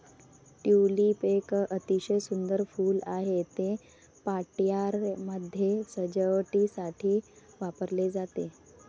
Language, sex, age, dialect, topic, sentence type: Marathi, female, 31-35, Varhadi, agriculture, statement